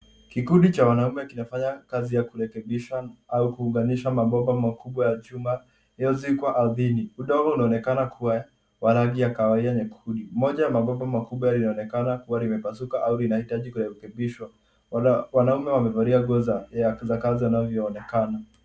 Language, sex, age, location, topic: Swahili, male, 18-24, Nairobi, government